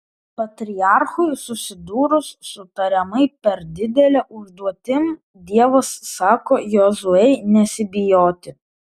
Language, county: Lithuanian, Vilnius